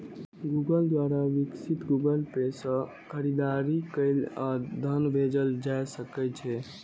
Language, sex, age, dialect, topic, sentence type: Maithili, male, 18-24, Eastern / Thethi, banking, statement